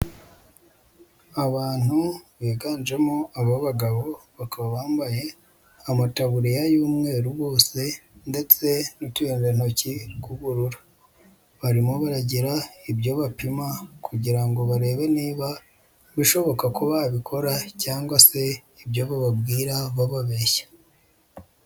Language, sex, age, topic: Kinyarwanda, female, 25-35, education